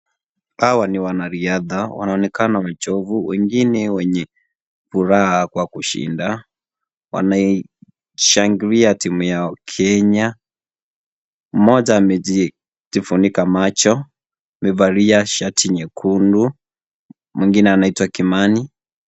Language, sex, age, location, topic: Swahili, male, 18-24, Kisii, education